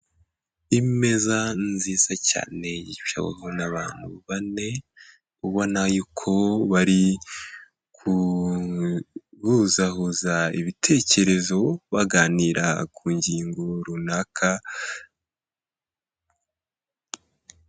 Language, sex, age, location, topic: Kinyarwanda, male, 18-24, Kigali, health